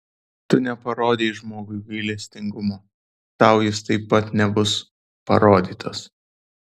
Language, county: Lithuanian, Vilnius